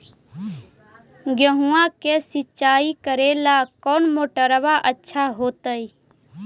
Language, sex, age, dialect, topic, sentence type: Magahi, female, 25-30, Central/Standard, agriculture, question